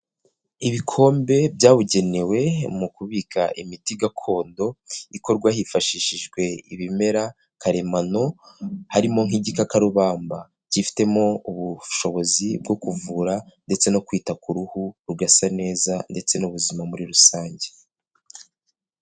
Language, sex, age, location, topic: Kinyarwanda, male, 25-35, Kigali, health